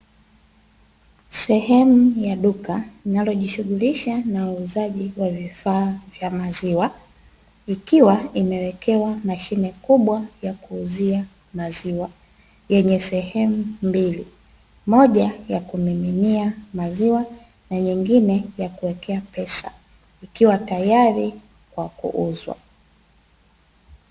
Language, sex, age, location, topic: Swahili, female, 25-35, Dar es Salaam, finance